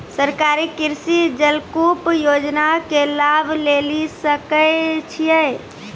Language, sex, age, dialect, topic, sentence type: Maithili, female, 18-24, Angika, banking, question